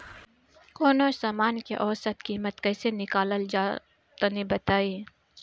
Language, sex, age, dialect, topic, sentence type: Bhojpuri, female, 25-30, Northern, agriculture, question